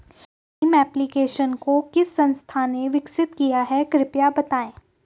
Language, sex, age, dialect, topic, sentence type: Hindi, female, 18-24, Hindustani Malvi Khadi Boli, banking, question